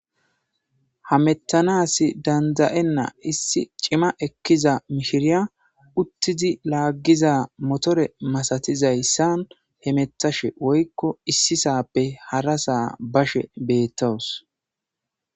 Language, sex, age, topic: Gamo, male, 25-35, government